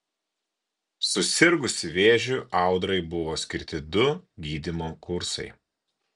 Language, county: Lithuanian, Kaunas